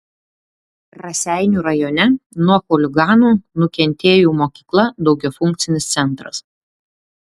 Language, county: Lithuanian, Klaipėda